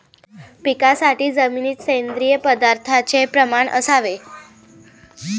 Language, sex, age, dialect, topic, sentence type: Marathi, female, 25-30, Varhadi, agriculture, statement